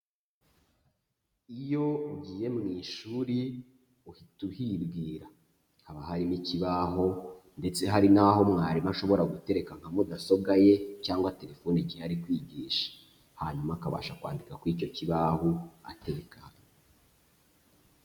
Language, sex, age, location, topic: Kinyarwanda, male, 25-35, Huye, education